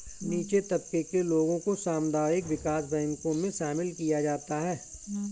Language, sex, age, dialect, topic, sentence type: Hindi, male, 41-45, Awadhi Bundeli, banking, statement